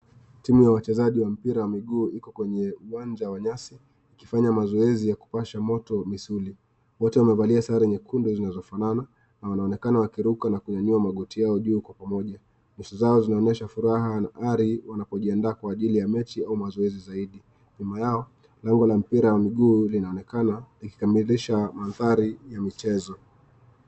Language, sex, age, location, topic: Swahili, male, 25-35, Nakuru, government